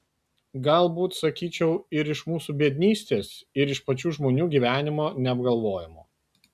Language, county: Lithuanian, Kaunas